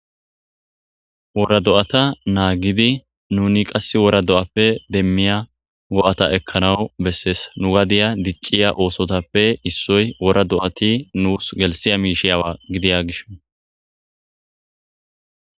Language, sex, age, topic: Gamo, male, 25-35, agriculture